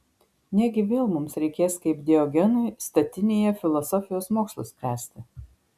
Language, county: Lithuanian, Marijampolė